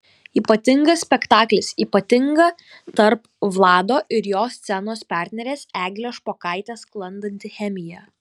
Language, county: Lithuanian, Kaunas